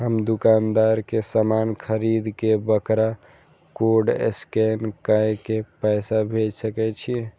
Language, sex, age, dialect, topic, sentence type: Maithili, male, 18-24, Eastern / Thethi, banking, question